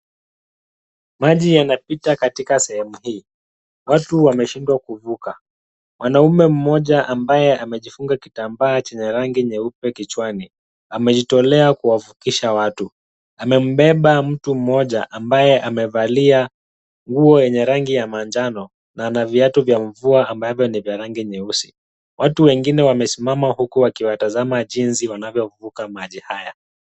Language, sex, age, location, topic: Swahili, male, 25-35, Kisumu, health